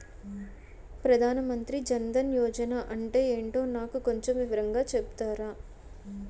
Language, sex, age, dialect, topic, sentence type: Telugu, female, 18-24, Utterandhra, banking, question